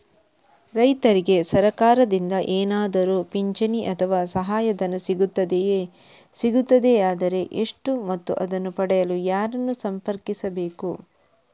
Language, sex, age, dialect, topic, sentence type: Kannada, female, 31-35, Coastal/Dakshin, agriculture, question